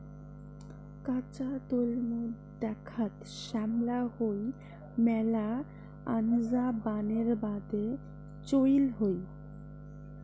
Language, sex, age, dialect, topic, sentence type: Bengali, female, 25-30, Rajbangshi, agriculture, statement